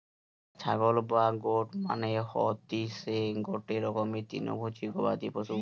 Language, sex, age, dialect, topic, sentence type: Bengali, male, 18-24, Western, agriculture, statement